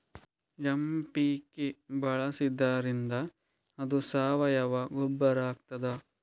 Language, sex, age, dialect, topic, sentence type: Kannada, male, 25-30, Coastal/Dakshin, agriculture, question